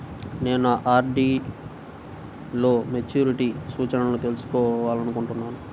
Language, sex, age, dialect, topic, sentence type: Telugu, male, 18-24, Central/Coastal, banking, statement